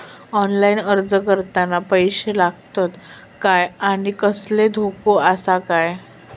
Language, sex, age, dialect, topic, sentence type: Marathi, female, 18-24, Southern Konkan, banking, question